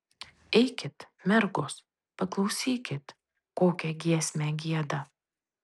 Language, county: Lithuanian, Tauragė